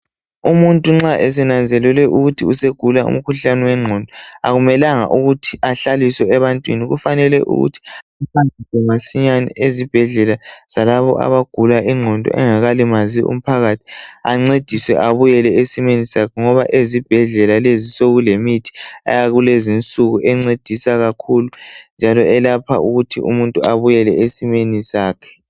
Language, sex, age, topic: North Ndebele, male, 18-24, health